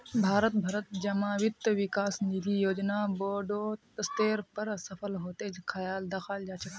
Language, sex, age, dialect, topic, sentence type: Magahi, female, 60-100, Northeastern/Surjapuri, banking, statement